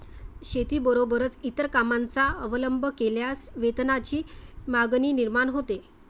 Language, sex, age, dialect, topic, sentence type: Marathi, female, 36-40, Varhadi, agriculture, statement